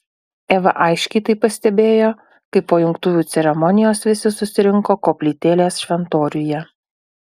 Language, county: Lithuanian, Utena